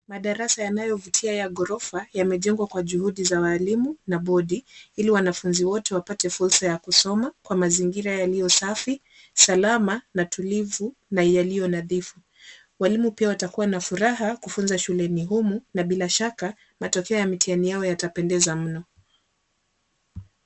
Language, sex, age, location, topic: Swahili, female, 18-24, Kisumu, education